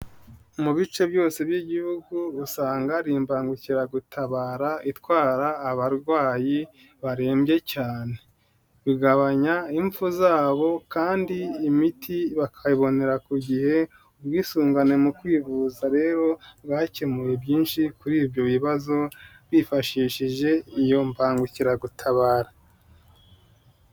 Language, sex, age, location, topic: Kinyarwanda, male, 18-24, Nyagatare, health